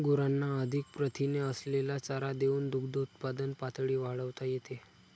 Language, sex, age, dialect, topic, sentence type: Marathi, male, 18-24, Standard Marathi, agriculture, statement